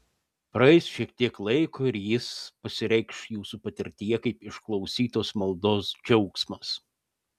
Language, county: Lithuanian, Panevėžys